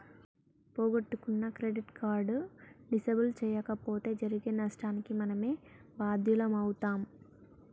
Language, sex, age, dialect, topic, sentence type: Telugu, male, 56-60, Telangana, banking, statement